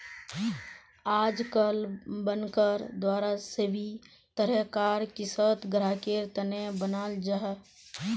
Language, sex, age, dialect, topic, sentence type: Magahi, female, 18-24, Northeastern/Surjapuri, banking, statement